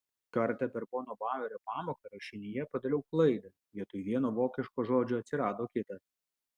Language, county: Lithuanian, Vilnius